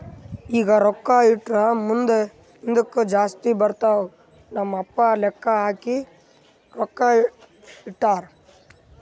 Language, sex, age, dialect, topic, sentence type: Kannada, male, 18-24, Northeastern, banking, statement